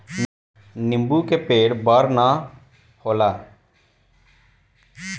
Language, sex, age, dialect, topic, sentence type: Bhojpuri, male, 18-24, Southern / Standard, agriculture, statement